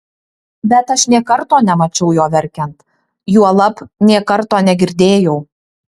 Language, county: Lithuanian, Utena